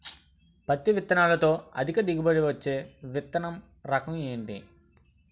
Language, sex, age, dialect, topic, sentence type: Telugu, male, 18-24, Utterandhra, agriculture, question